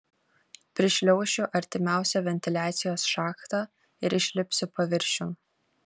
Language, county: Lithuanian, Kaunas